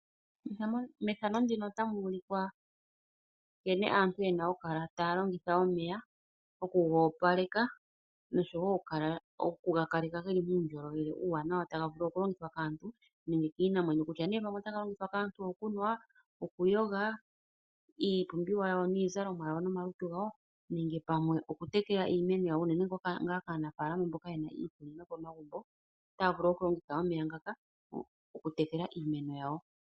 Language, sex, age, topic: Oshiwambo, female, 25-35, agriculture